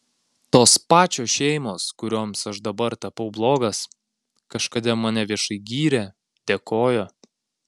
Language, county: Lithuanian, Alytus